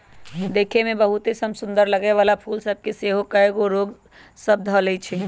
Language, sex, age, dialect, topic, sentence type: Magahi, male, 18-24, Western, agriculture, statement